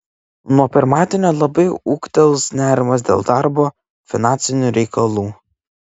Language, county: Lithuanian, Klaipėda